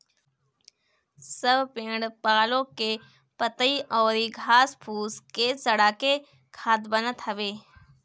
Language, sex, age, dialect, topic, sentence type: Bhojpuri, female, 18-24, Northern, agriculture, statement